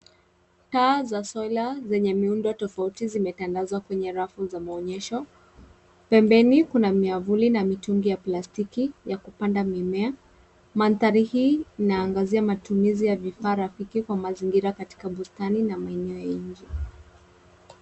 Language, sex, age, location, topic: Swahili, female, 36-49, Nairobi, finance